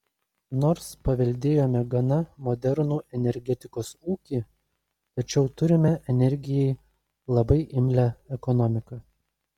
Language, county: Lithuanian, Telšiai